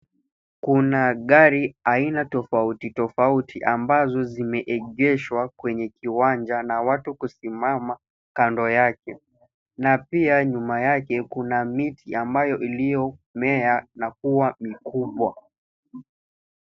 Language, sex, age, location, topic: Swahili, male, 25-35, Nairobi, finance